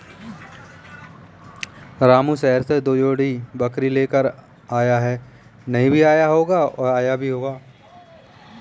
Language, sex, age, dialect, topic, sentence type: Hindi, male, 25-30, Kanauji Braj Bhasha, agriculture, statement